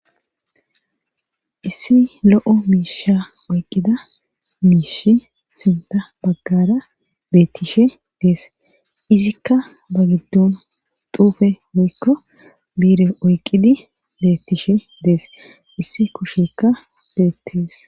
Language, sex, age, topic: Gamo, female, 25-35, government